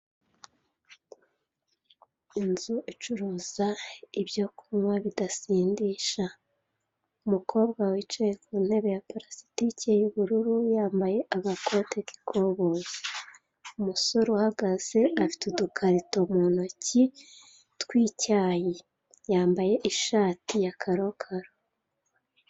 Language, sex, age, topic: Kinyarwanda, female, 36-49, finance